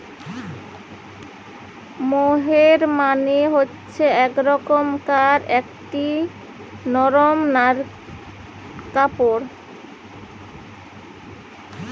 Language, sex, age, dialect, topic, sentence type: Bengali, female, 31-35, Western, agriculture, statement